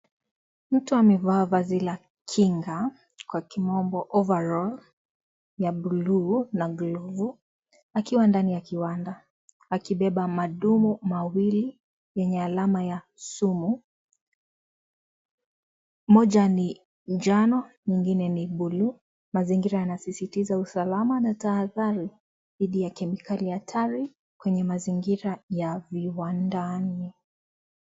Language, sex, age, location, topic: Swahili, female, 18-24, Kisii, health